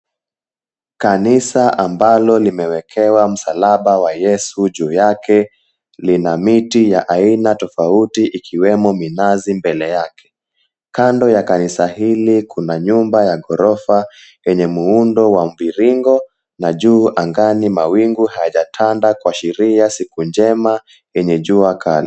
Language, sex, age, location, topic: Swahili, male, 18-24, Mombasa, government